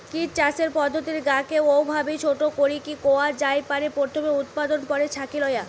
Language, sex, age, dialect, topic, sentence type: Bengali, female, 18-24, Western, agriculture, statement